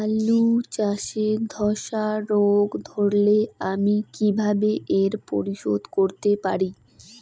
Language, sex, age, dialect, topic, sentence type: Bengali, female, 18-24, Rajbangshi, agriculture, question